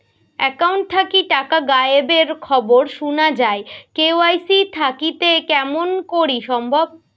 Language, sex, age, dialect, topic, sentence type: Bengali, female, 18-24, Rajbangshi, banking, question